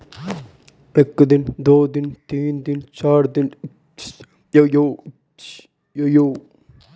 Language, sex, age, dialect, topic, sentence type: Kannada, male, 51-55, Coastal/Dakshin, agriculture, question